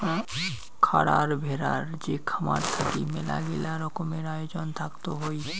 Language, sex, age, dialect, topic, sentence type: Bengali, male, 60-100, Rajbangshi, agriculture, statement